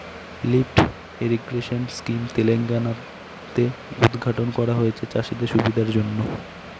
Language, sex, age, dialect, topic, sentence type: Bengali, male, 18-24, Northern/Varendri, agriculture, statement